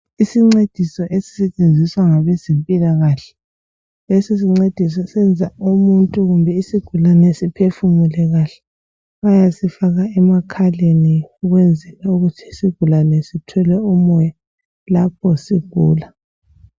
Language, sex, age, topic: North Ndebele, female, 18-24, health